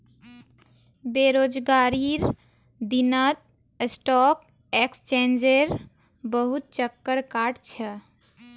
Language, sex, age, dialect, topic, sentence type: Magahi, female, 18-24, Northeastern/Surjapuri, banking, statement